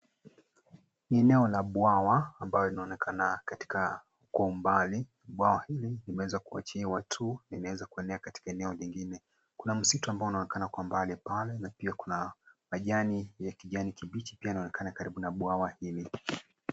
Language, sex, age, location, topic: Swahili, male, 25-35, Nairobi, government